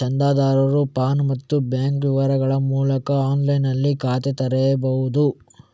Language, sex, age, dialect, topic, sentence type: Kannada, male, 25-30, Coastal/Dakshin, banking, statement